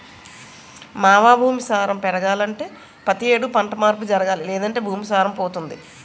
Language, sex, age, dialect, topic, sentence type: Telugu, female, 41-45, Utterandhra, agriculture, statement